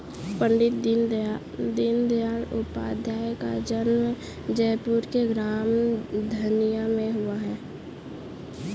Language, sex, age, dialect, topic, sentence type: Hindi, female, 18-24, Kanauji Braj Bhasha, banking, statement